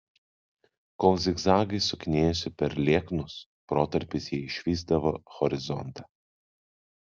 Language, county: Lithuanian, Kaunas